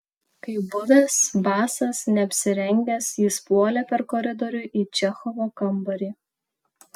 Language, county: Lithuanian, Kaunas